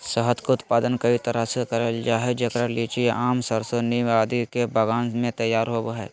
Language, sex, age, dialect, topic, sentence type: Magahi, male, 25-30, Southern, agriculture, statement